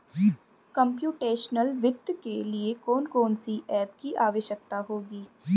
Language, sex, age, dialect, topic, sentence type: Hindi, female, 25-30, Hindustani Malvi Khadi Boli, banking, statement